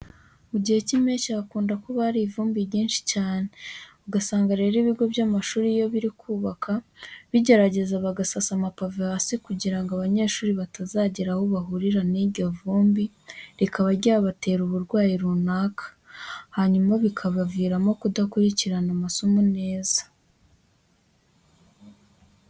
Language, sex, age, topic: Kinyarwanda, female, 18-24, education